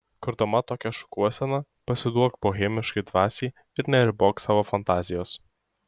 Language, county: Lithuanian, Šiauliai